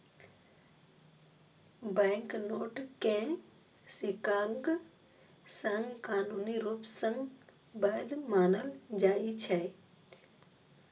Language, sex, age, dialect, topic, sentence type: Maithili, female, 18-24, Eastern / Thethi, banking, statement